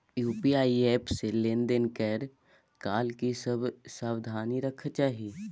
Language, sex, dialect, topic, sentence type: Maithili, male, Bajjika, banking, question